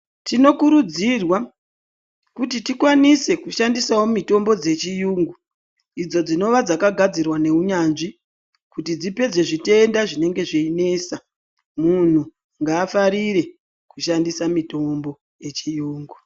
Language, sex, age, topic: Ndau, male, 36-49, health